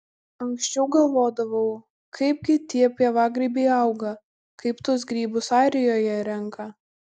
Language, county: Lithuanian, Kaunas